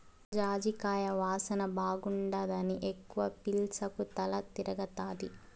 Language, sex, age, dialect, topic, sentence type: Telugu, female, 18-24, Southern, agriculture, statement